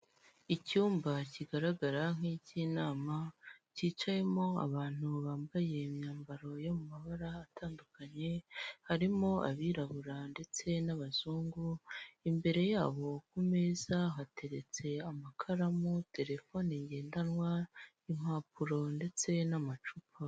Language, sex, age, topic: Kinyarwanda, female, 18-24, government